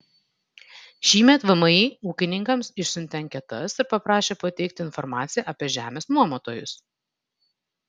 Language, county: Lithuanian, Vilnius